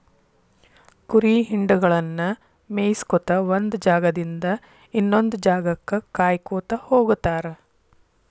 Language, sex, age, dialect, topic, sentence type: Kannada, female, 41-45, Dharwad Kannada, agriculture, statement